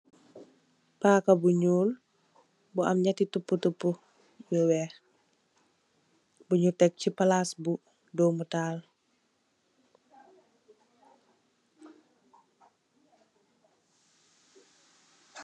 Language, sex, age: Wolof, female, 18-24